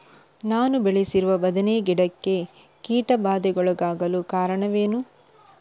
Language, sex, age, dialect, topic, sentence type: Kannada, female, 31-35, Coastal/Dakshin, agriculture, question